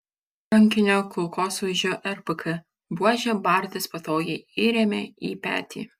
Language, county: Lithuanian, Kaunas